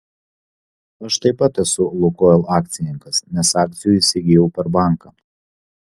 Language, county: Lithuanian, Vilnius